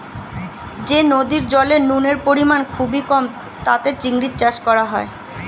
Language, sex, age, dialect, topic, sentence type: Bengali, female, 25-30, Standard Colloquial, agriculture, statement